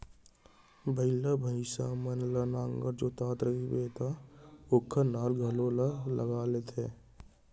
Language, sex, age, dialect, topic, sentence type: Chhattisgarhi, male, 60-100, Central, agriculture, statement